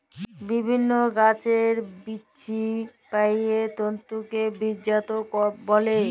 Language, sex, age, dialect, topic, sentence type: Bengali, female, <18, Jharkhandi, agriculture, statement